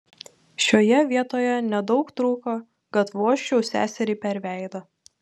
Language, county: Lithuanian, Telšiai